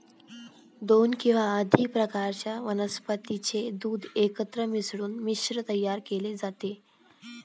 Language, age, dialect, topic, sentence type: Marathi, 25-30, Varhadi, agriculture, statement